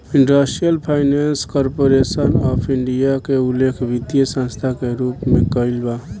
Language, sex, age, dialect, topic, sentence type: Bhojpuri, male, 18-24, Southern / Standard, banking, statement